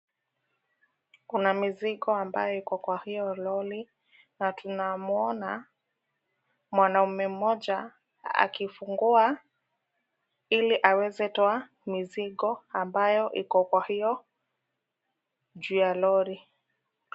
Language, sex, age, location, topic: Swahili, female, 25-35, Mombasa, government